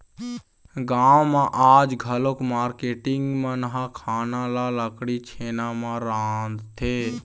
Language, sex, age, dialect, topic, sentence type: Chhattisgarhi, male, 18-24, Eastern, agriculture, statement